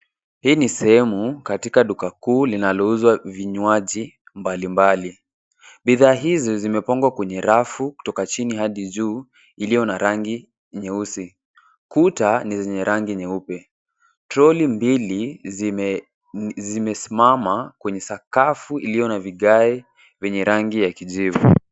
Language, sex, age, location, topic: Swahili, male, 18-24, Nairobi, finance